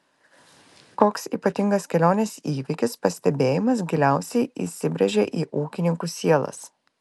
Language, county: Lithuanian, Klaipėda